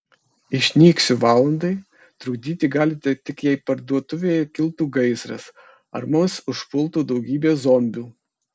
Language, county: Lithuanian, Kaunas